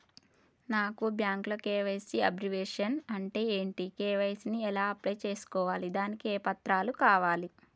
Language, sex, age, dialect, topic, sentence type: Telugu, female, 41-45, Telangana, banking, question